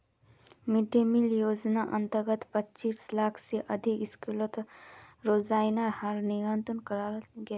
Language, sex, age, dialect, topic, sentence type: Magahi, female, 46-50, Northeastern/Surjapuri, agriculture, statement